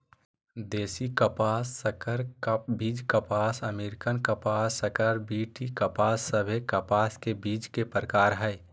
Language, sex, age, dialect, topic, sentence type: Magahi, male, 18-24, Southern, agriculture, statement